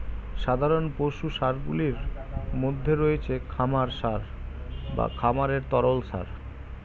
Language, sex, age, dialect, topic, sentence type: Bengali, male, 18-24, Standard Colloquial, agriculture, statement